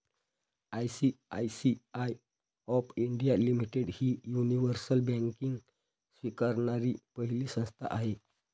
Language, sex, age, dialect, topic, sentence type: Marathi, male, 31-35, Varhadi, banking, statement